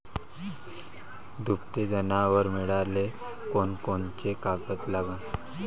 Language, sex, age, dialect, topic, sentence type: Marathi, male, 25-30, Varhadi, agriculture, question